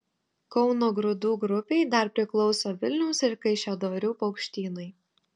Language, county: Lithuanian, Telšiai